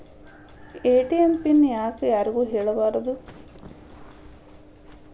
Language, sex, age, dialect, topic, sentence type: Kannada, female, 31-35, Dharwad Kannada, banking, question